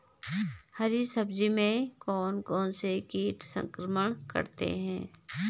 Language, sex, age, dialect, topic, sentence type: Hindi, female, 36-40, Garhwali, agriculture, question